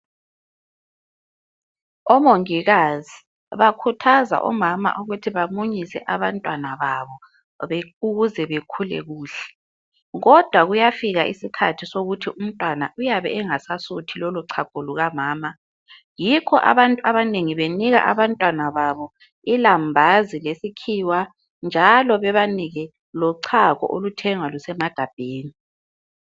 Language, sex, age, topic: North Ndebele, female, 25-35, health